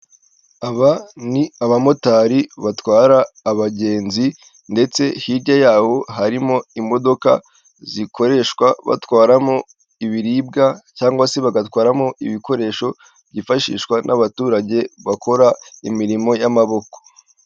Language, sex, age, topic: Kinyarwanda, male, 18-24, government